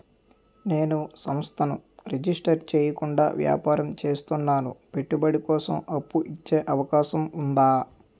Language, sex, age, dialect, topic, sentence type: Telugu, male, 25-30, Utterandhra, banking, question